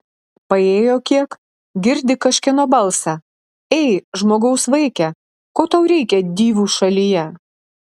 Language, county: Lithuanian, Alytus